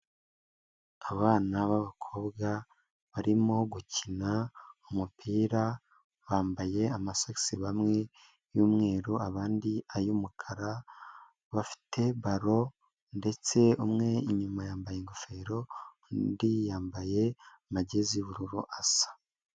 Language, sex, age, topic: Kinyarwanda, male, 25-35, government